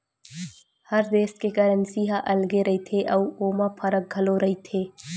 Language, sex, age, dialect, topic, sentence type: Chhattisgarhi, female, 18-24, Western/Budati/Khatahi, banking, statement